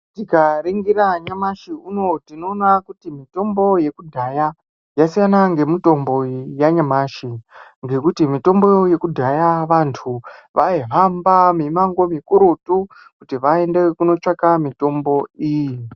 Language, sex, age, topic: Ndau, male, 50+, health